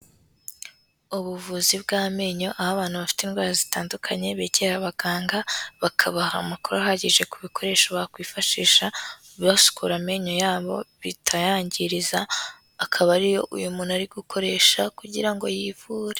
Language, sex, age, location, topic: Kinyarwanda, female, 18-24, Kigali, health